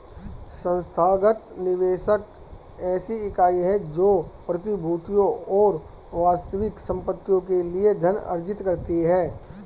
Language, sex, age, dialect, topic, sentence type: Hindi, female, 25-30, Hindustani Malvi Khadi Boli, banking, statement